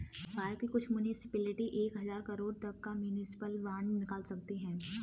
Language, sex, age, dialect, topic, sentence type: Hindi, female, 18-24, Kanauji Braj Bhasha, banking, statement